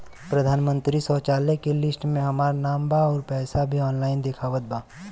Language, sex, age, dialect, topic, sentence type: Bhojpuri, male, 18-24, Western, banking, question